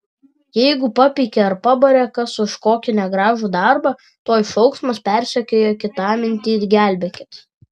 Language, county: Lithuanian, Vilnius